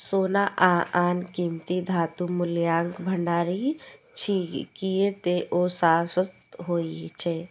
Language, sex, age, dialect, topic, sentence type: Maithili, female, 18-24, Eastern / Thethi, banking, statement